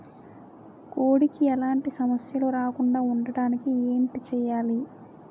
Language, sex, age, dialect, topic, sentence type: Telugu, female, 18-24, Utterandhra, agriculture, question